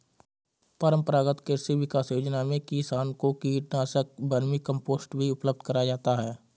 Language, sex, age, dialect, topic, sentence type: Hindi, male, 25-30, Awadhi Bundeli, agriculture, statement